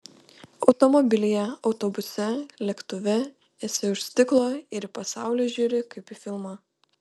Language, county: Lithuanian, Panevėžys